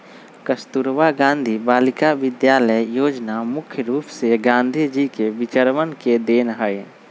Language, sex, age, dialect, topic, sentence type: Magahi, male, 25-30, Western, banking, statement